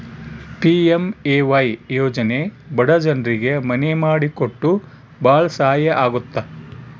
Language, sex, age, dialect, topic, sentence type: Kannada, male, 60-100, Central, banking, statement